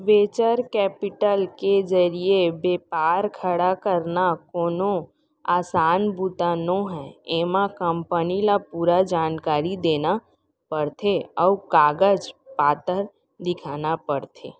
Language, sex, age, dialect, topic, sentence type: Chhattisgarhi, female, 18-24, Central, banking, statement